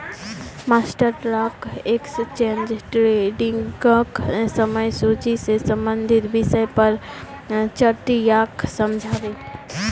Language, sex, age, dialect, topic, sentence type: Magahi, male, 31-35, Northeastern/Surjapuri, banking, statement